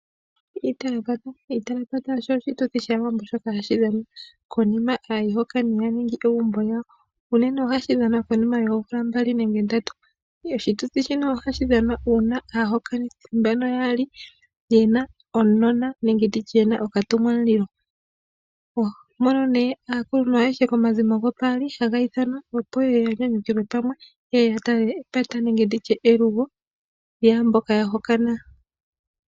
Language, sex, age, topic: Oshiwambo, female, 25-35, agriculture